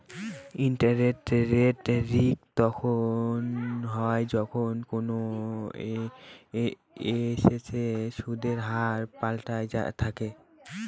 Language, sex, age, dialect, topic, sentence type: Bengali, male, <18, Northern/Varendri, banking, statement